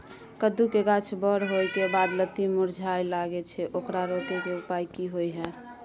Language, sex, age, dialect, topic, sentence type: Maithili, female, 18-24, Bajjika, agriculture, question